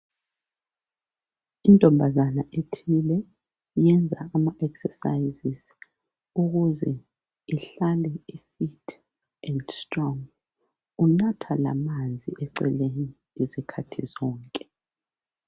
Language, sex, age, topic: North Ndebele, female, 36-49, health